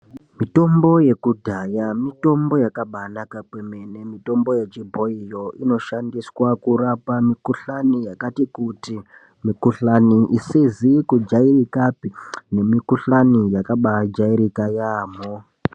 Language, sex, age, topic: Ndau, male, 18-24, health